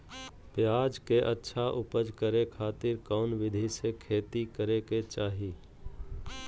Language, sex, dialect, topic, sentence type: Magahi, male, Southern, agriculture, question